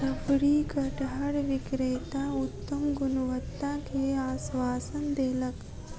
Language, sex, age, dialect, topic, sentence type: Maithili, female, 36-40, Southern/Standard, agriculture, statement